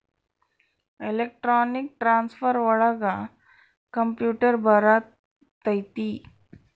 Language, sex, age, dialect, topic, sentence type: Kannada, male, 31-35, Central, banking, statement